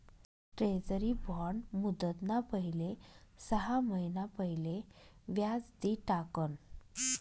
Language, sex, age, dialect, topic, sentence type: Marathi, female, 25-30, Northern Konkan, banking, statement